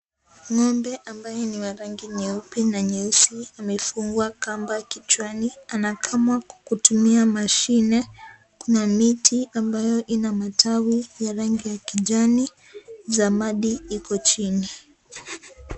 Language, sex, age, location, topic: Swahili, female, 18-24, Kisii, agriculture